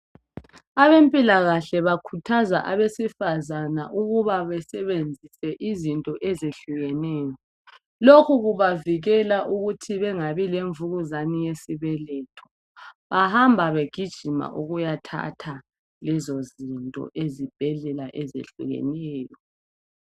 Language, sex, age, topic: North Ndebele, female, 25-35, health